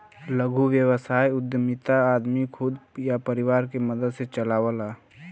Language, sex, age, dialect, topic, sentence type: Bhojpuri, male, 25-30, Western, banking, statement